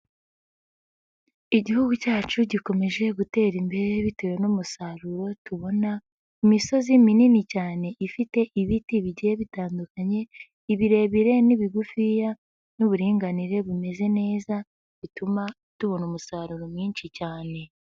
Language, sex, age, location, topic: Kinyarwanda, female, 50+, Nyagatare, agriculture